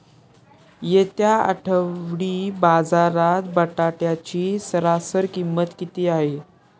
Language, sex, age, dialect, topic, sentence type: Marathi, male, 18-24, Standard Marathi, agriculture, question